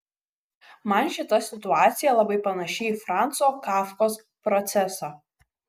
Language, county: Lithuanian, Kaunas